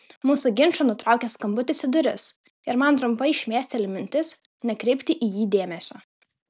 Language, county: Lithuanian, Kaunas